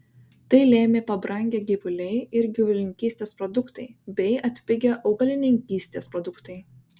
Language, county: Lithuanian, Kaunas